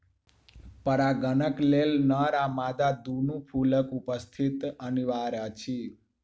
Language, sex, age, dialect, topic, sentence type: Maithili, male, 18-24, Southern/Standard, agriculture, statement